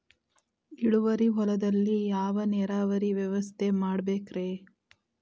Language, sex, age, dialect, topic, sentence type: Kannada, female, 18-24, Dharwad Kannada, agriculture, question